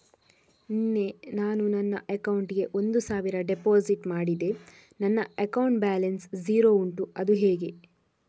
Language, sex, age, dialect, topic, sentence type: Kannada, female, 41-45, Coastal/Dakshin, banking, question